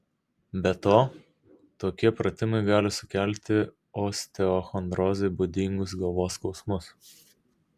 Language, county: Lithuanian, Kaunas